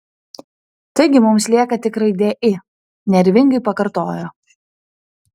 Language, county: Lithuanian, Panevėžys